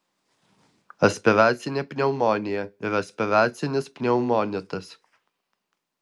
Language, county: Lithuanian, Alytus